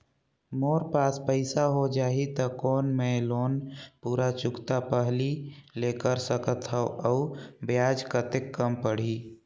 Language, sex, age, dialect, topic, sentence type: Chhattisgarhi, male, 46-50, Northern/Bhandar, banking, question